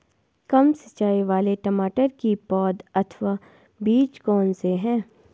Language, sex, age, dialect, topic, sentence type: Hindi, female, 18-24, Garhwali, agriculture, question